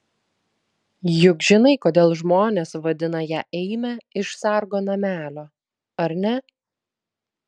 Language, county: Lithuanian, Vilnius